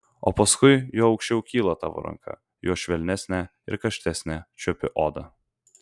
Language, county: Lithuanian, Vilnius